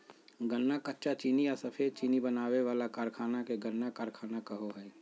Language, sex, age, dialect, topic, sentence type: Magahi, male, 60-100, Southern, agriculture, statement